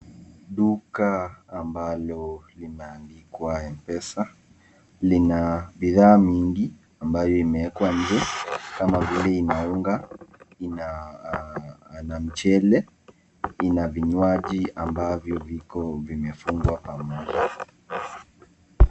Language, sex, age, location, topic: Swahili, male, 25-35, Nakuru, finance